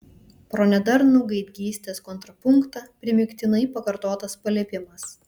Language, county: Lithuanian, Vilnius